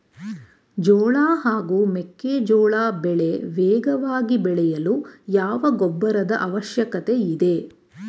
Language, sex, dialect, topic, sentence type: Kannada, female, Mysore Kannada, agriculture, question